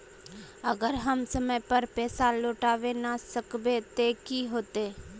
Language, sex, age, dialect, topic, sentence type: Magahi, female, 18-24, Northeastern/Surjapuri, banking, question